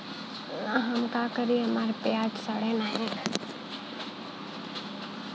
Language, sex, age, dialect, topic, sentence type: Bhojpuri, female, 18-24, Western, agriculture, question